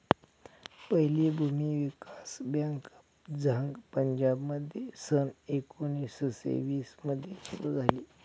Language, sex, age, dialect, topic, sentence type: Marathi, male, 51-55, Northern Konkan, banking, statement